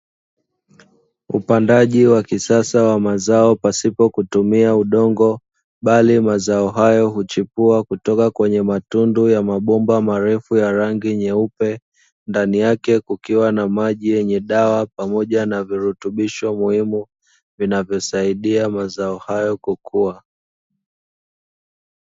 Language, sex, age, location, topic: Swahili, male, 25-35, Dar es Salaam, agriculture